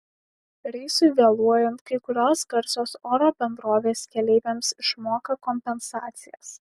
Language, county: Lithuanian, Alytus